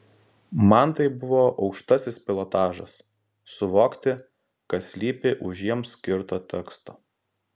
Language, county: Lithuanian, Klaipėda